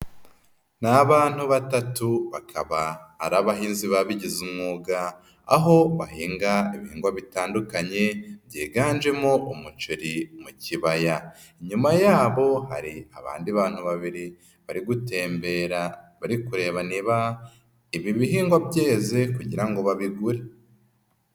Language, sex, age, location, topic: Kinyarwanda, female, 18-24, Nyagatare, agriculture